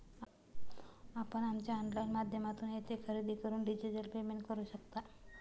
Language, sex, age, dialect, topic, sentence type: Marathi, female, 31-35, Standard Marathi, banking, statement